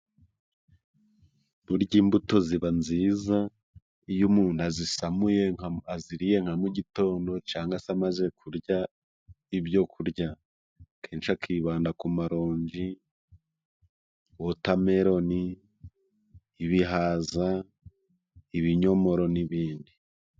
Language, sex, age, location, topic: Kinyarwanda, male, 25-35, Musanze, finance